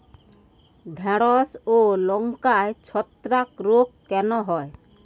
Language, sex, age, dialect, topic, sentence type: Bengali, female, 18-24, Western, agriculture, question